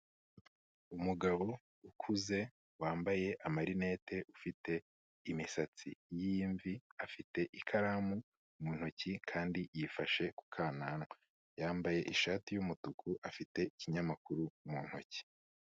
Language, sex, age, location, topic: Kinyarwanda, male, 25-35, Kigali, health